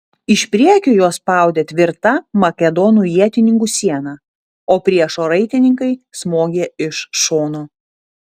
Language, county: Lithuanian, Utena